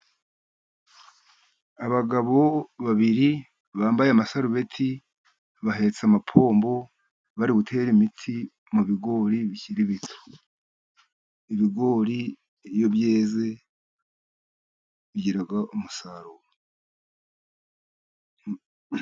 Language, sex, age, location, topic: Kinyarwanda, male, 50+, Musanze, agriculture